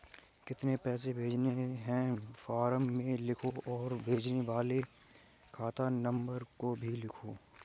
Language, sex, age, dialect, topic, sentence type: Hindi, male, 18-24, Kanauji Braj Bhasha, banking, statement